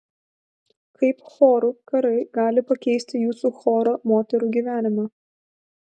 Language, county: Lithuanian, Vilnius